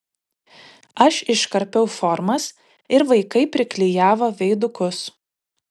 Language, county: Lithuanian, Kaunas